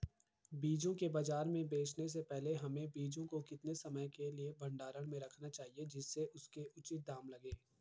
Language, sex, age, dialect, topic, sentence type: Hindi, male, 51-55, Garhwali, agriculture, question